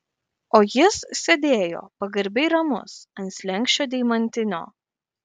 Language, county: Lithuanian, Kaunas